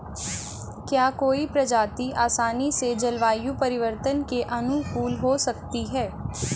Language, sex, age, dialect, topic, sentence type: Hindi, female, 25-30, Hindustani Malvi Khadi Boli, agriculture, question